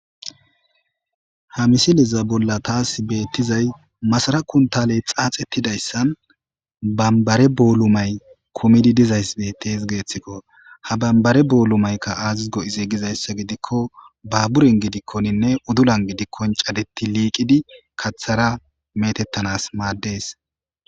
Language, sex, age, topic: Gamo, male, 25-35, agriculture